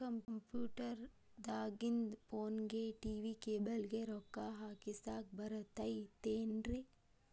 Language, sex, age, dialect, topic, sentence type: Kannada, female, 31-35, Dharwad Kannada, banking, question